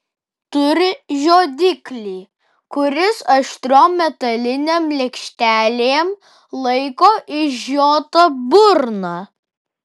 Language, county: Lithuanian, Vilnius